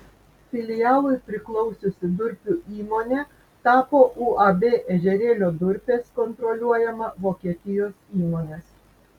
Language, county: Lithuanian, Vilnius